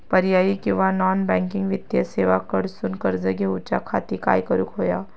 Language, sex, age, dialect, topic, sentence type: Marathi, female, 25-30, Southern Konkan, banking, question